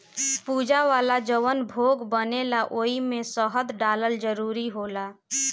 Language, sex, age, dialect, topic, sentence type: Bhojpuri, female, 18-24, Southern / Standard, agriculture, statement